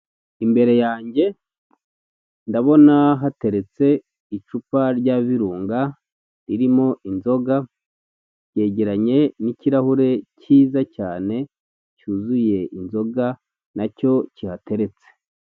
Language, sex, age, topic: Kinyarwanda, male, 36-49, finance